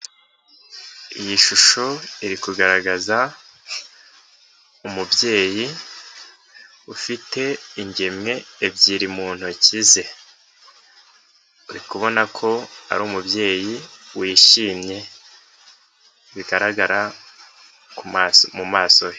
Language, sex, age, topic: Kinyarwanda, male, 25-35, agriculture